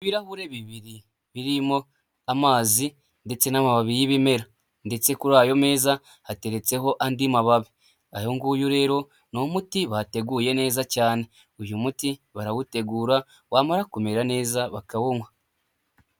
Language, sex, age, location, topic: Kinyarwanda, male, 18-24, Huye, health